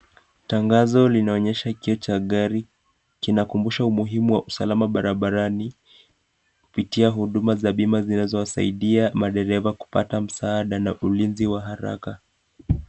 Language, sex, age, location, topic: Swahili, male, 18-24, Nakuru, finance